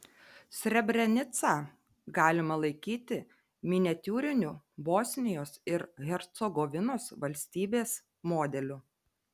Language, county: Lithuanian, Telšiai